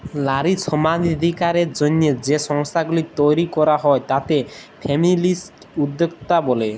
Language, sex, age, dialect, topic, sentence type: Bengali, male, 18-24, Jharkhandi, banking, statement